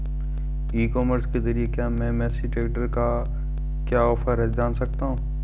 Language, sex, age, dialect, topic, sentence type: Hindi, male, 46-50, Marwari Dhudhari, agriculture, question